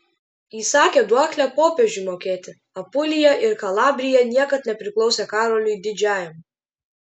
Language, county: Lithuanian, Klaipėda